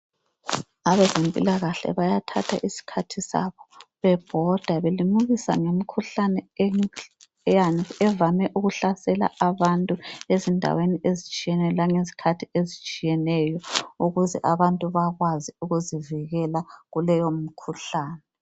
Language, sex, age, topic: North Ndebele, female, 50+, health